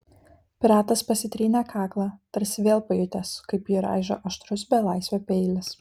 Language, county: Lithuanian, Kaunas